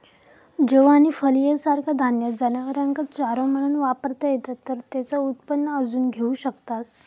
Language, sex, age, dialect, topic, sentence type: Marathi, female, 18-24, Southern Konkan, agriculture, statement